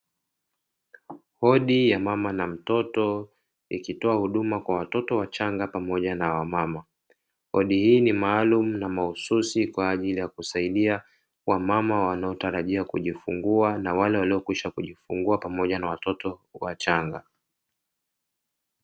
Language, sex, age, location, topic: Swahili, male, 25-35, Dar es Salaam, health